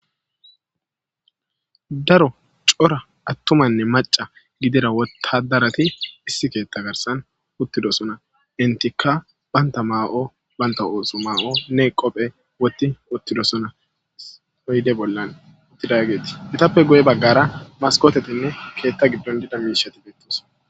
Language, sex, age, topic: Gamo, male, 25-35, government